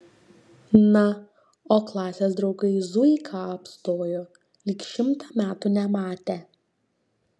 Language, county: Lithuanian, Šiauliai